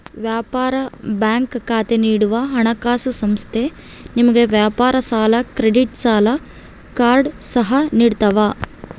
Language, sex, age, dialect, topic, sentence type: Kannada, female, 18-24, Central, banking, statement